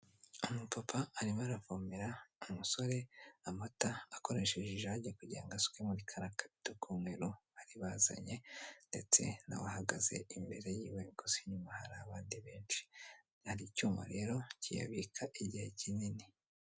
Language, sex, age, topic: Kinyarwanda, male, 18-24, finance